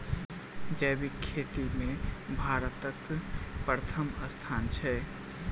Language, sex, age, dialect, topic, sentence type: Maithili, male, 18-24, Southern/Standard, agriculture, statement